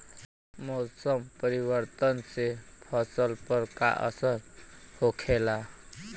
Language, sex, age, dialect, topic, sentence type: Bhojpuri, male, 18-24, Western, agriculture, question